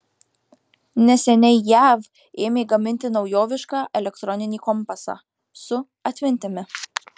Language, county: Lithuanian, Marijampolė